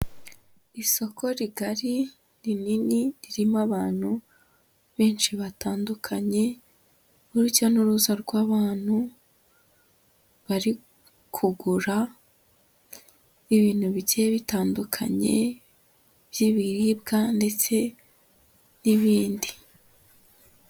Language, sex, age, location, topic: Kinyarwanda, female, 18-24, Huye, finance